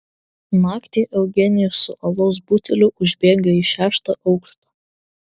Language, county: Lithuanian, Vilnius